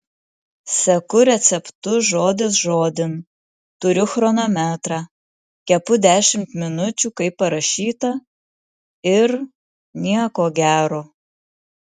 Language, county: Lithuanian, Marijampolė